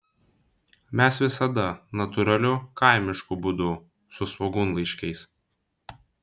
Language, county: Lithuanian, Vilnius